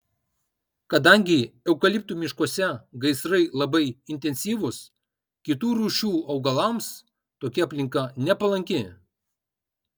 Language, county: Lithuanian, Kaunas